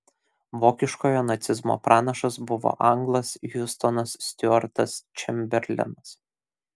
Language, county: Lithuanian, Kaunas